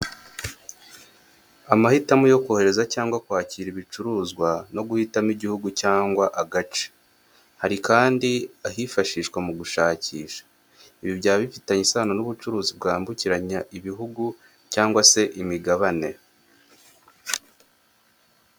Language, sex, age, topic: Kinyarwanda, male, 18-24, finance